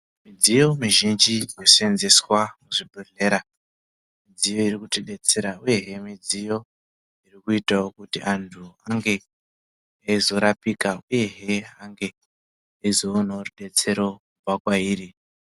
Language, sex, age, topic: Ndau, male, 25-35, health